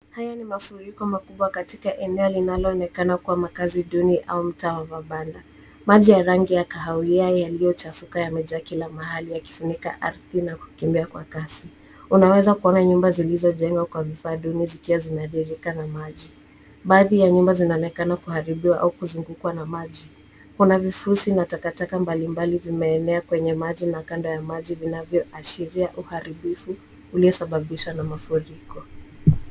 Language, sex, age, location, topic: Swahili, female, 18-24, Nairobi, government